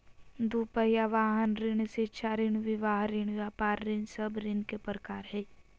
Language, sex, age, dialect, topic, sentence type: Magahi, female, 25-30, Southern, banking, statement